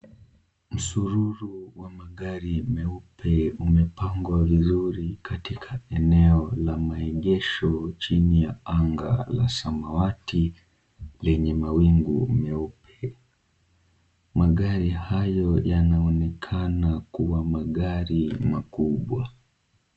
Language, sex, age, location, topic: Swahili, male, 18-24, Kisumu, finance